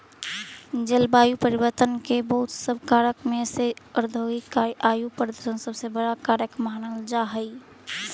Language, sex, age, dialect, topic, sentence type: Magahi, male, 31-35, Central/Standard, agriculture, statement